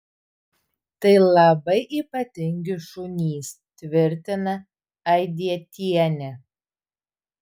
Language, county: Lithuanian, Vilnius